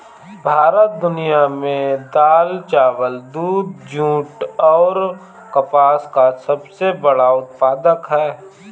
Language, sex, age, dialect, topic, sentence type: Bhojpuri, male, 25-30, Northern, agriculture, statement